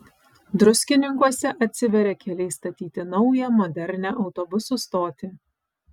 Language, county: Lithuanian, Vilnius